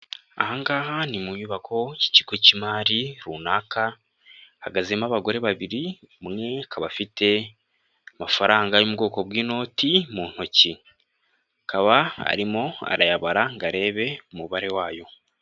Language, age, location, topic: Kinyarwanda, 18-24, Kigali, finance